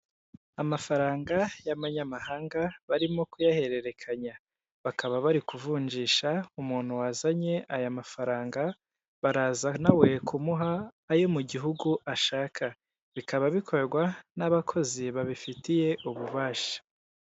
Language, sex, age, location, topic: Kinyarwanda, male, 25-35, Kigali, finance